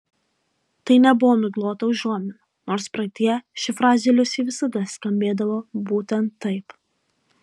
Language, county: Lithuanian, Alytus